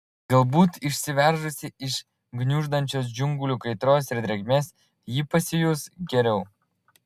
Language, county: Lithuanian, Vilnius